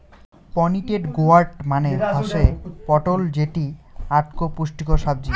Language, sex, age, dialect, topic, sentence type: Bengali, male, 18-24, Rajbangshi, agriculture, statement